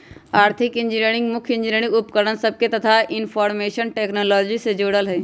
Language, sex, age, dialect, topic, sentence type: Magahi, female, 25-30, Western, banking, statement